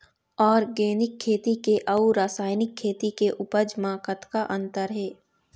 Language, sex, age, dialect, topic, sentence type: Chhattisgarhi, female, 18-24, Eastern, agriculture, question